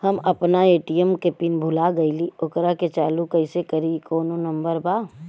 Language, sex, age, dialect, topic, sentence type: Bhojpuri, female, 31-35, Western, banking, question